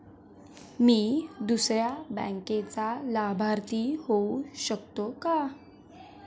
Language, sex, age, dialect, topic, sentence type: Marathi, female, 18-24, Standard Marathi, banking, question